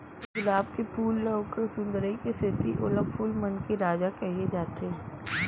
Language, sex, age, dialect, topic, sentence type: Chhattisgarhi, female, 18-24, Central, agriculture, statement